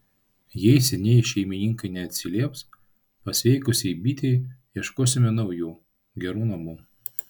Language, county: Lithuanian, Vilnius